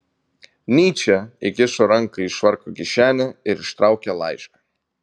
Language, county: Lithuanian, Vilnius